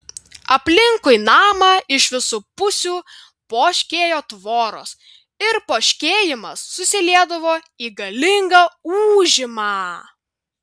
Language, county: Lithuanian, Vilnius